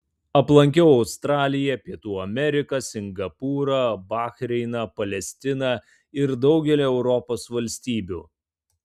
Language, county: Lithuanian, Tauragė